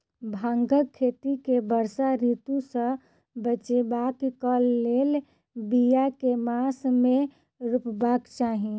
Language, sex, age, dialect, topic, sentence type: Maithili, female, 25-30, Southern/Standard, agriculture, question